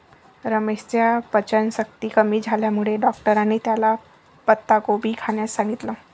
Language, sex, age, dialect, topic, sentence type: Marathi, female, 25-30, Varhadi, agriculture, statement